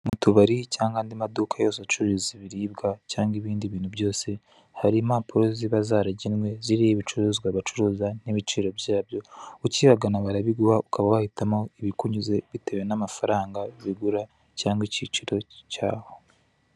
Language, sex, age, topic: Kinyarwanda, male, 18-24, finance